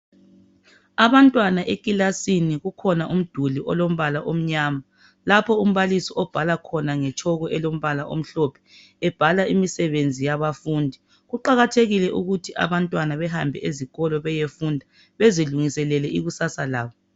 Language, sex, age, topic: North Ndebele, male, 36-49, education